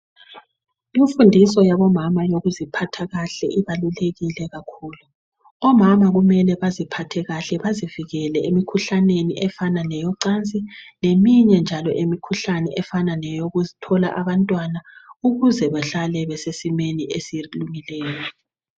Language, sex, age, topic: North Ndebele, female, 36-49, health